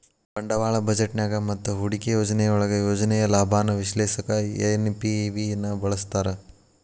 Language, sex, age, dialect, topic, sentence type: Kannada, male, 18-24, Dharwad Kannada, banking, statement